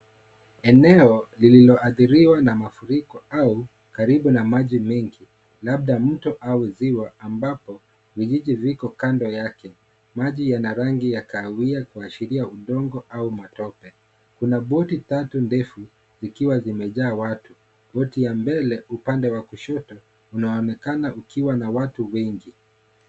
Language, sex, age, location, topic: Swahili, male, 36-49, Kisii, health